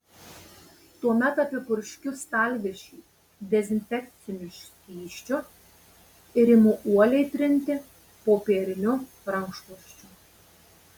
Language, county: Lithuanian, Marijampolė